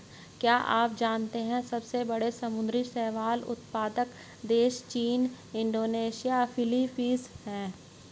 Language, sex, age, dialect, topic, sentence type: Hindi, female, 60-100, Hindustani Malvi Khadi Boli, agriculture, statement